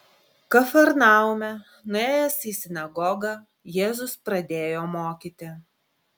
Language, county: Lithuanian, Klaipėda